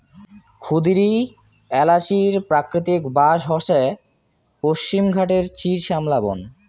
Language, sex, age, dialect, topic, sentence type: Bengali, male, 18-24, Rajbangshi, agriculture, statement